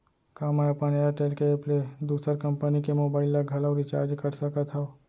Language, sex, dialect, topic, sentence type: Chhattisgarhi, male, Central, banking, question